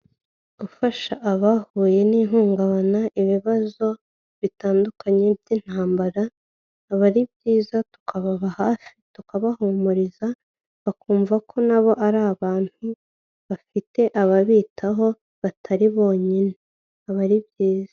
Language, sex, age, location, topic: Kinyarwanda, female, 25-35, Kigali, health